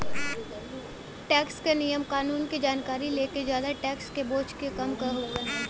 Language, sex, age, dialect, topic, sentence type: Bhojpuri, female, 18-24, Western, banking, statement